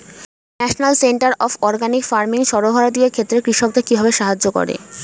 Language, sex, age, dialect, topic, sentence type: Bengali, female, 18-24, Standard Colloquial, agriculture, question